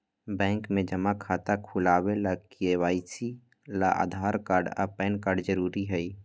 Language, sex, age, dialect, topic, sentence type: Magahi, male, 41-45, Western, banking, statement